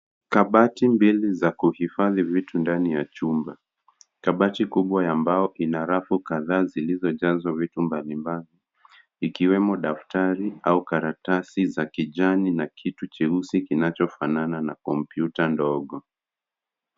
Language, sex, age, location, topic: Swahili, male, 50+, Kisumu, education